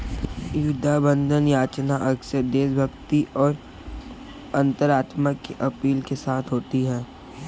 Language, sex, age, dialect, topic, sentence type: Hindi, male, 25-30, Kanauji Braj Bhasha, banking, statement